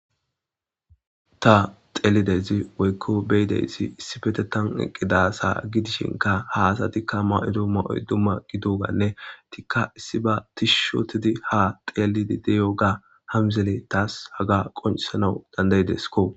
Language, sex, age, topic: Gamo, male, 25-35, government